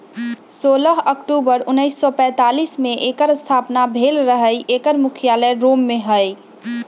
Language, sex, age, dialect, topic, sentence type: Magahi, female, 25-30, Western, agriculture, statement